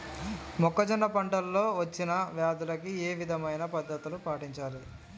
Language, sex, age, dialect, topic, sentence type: Telugu, male, 18-24, Telangana, agriculture, question